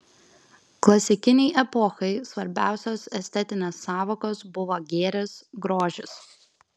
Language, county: Lithuanian, Kaunas